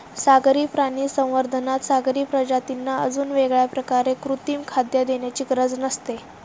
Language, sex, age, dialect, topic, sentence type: Marathi, female, 36-40, Standard Marathi, agriculture, statement